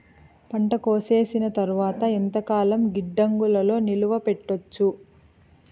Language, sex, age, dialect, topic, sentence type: Telugu, female, 31-35, Southern, agriculture, question